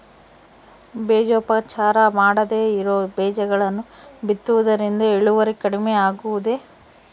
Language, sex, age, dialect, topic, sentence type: Kannada, female, 51-55, Central, agriculture, question